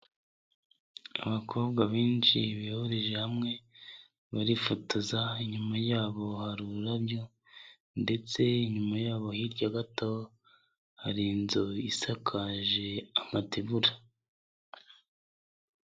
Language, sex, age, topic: Kinyarwanda, male, 25-35, health